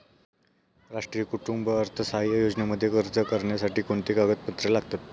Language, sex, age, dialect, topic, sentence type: Marathi, male, 18-24, Standard Marathi, banking, question